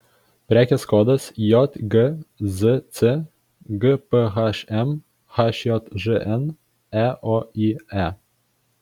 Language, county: Lithuanian, Kaunas